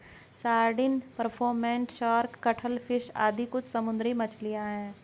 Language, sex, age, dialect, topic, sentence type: Hindi, male, 56-60, Hindustani Malvi Khadi Boli, agriculture, statement